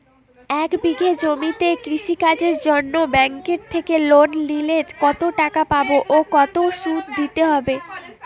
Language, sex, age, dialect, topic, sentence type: Bengali, female, 18-24, Western, agriculture, question